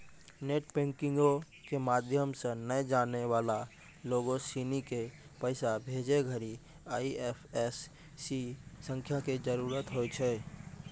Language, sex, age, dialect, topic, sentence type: Maithili, male, 18-24, Angika, banking, statement